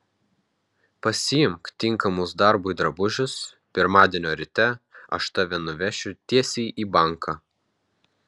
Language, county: Lithuanian, Vilnius